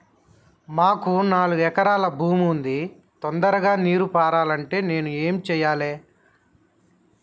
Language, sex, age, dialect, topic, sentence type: Telugu, male, 31-35, Telangana, agriculture, question